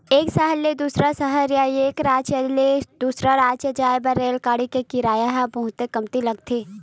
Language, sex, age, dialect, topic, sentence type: Chhattisgarhi, female, 18-24, Western/Budati/Khatahi, banking, statement